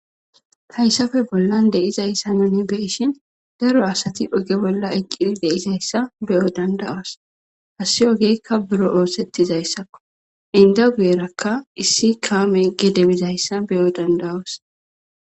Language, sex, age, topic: Gamo, female, 25-35, government